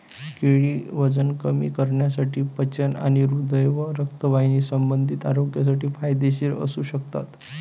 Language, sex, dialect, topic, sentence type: Marathi, male, Varhadi, agriculture, statement